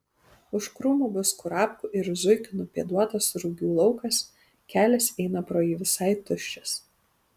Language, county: Lithuanian, Panevėžys